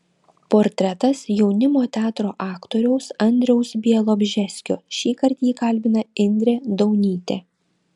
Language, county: Lithuanian, Klaipėda